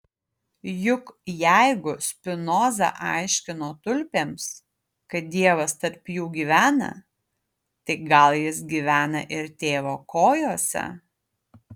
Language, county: Lithuanian, Utena